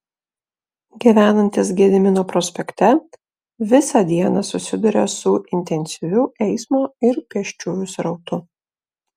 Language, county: Lithuanian, Klaipėda